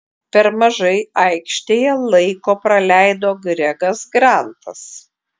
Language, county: Lithuanian, Klaipėda